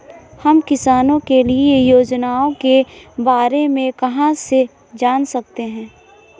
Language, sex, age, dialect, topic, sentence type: Hindi, female, 25-30, Marwari Dhudhari, agriculture, question